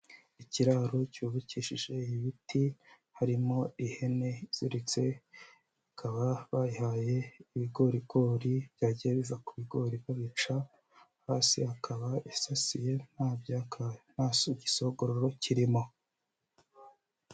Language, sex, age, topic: Kinyarwanda, male, 18-24, agriculture